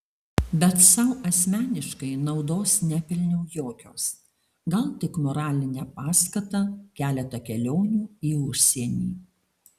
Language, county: Lithuanian, Alytus